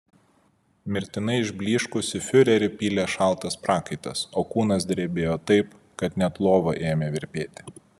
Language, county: Lithuanian, Vilnius